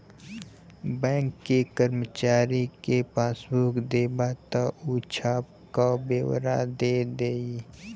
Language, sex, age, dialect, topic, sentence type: Bhojpuri, male, 18-24, Western, banking, statement